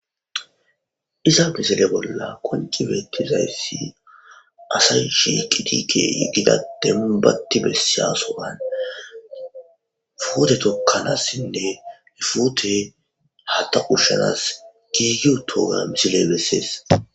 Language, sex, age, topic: Gamo, male, 18-24, agriculture